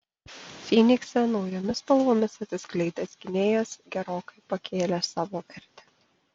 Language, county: Lithuanian, Panevėžys